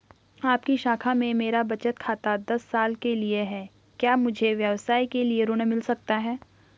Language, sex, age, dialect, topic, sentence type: Hindi, female, 41-45, Garhwali, banking, question